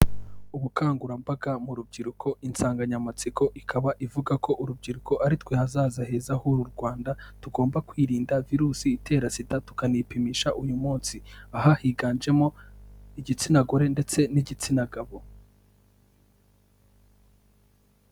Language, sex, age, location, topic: Kinyarwanda, male, 18-24, Kigali, health